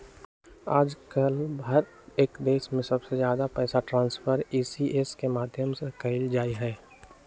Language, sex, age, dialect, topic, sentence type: Magahi, male, 18-24, Western, banking, statement